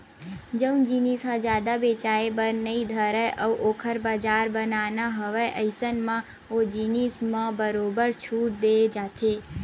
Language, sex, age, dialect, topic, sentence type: Chhattisgarhi, female, 60-100, Western/Budati/Khatahi, banking, statement